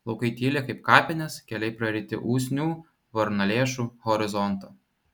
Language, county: Lithuanian, Vilnius